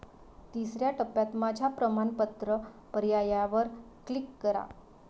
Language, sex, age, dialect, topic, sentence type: Marathi, female, 56-60, Varhadi, banking, statement